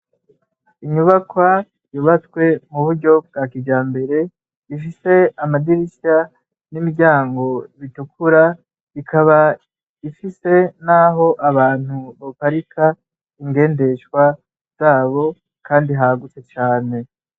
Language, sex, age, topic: Rundi, male, 18-24, education